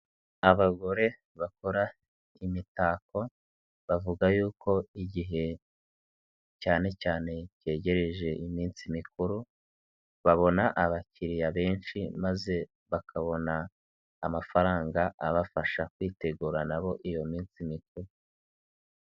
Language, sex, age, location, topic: Kinyarwanda, male, 18-24, Nyagatare, finance